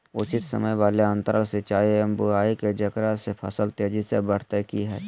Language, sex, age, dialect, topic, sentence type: Magahi, male, 36-40, Southern, agriculture, question